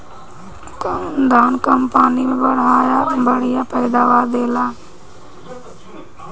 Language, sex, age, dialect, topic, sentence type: Bhojpuri, female, 18-24, Northern, agriculture, question